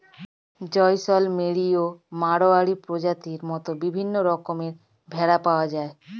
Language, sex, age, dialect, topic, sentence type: Bengali, female, 25-30, Standard Colloquial, agriculture, statement